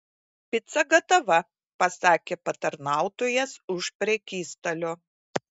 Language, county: Lithuanian, Klaipėda